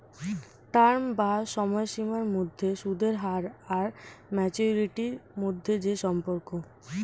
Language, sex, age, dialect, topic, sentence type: Bengali, female, 18-24, Standard Colloquial, banking, statement